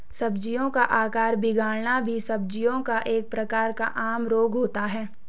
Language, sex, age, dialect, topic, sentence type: Hindi, female, 18-24, Hindustani Malvi Khadi Boli, agriculture, statement